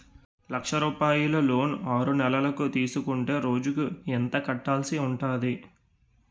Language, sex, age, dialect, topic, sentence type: Telugu, male, 18-24, Utterandhra, banking, question